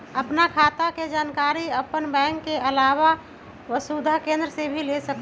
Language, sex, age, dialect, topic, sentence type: Magahi, female, 31-35, Western, banking, question